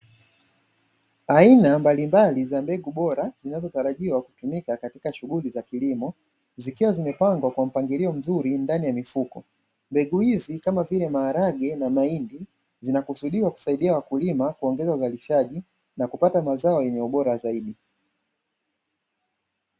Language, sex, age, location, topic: Swahili, male, 25-35, Dar es Salaam, agriculture